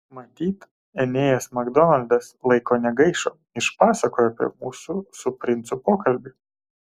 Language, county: Lithuanian, Kaunas